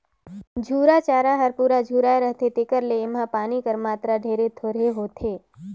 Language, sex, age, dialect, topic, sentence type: Chhattisgarhi, female, 25-30, Northern/Bhandar, agriculture, statement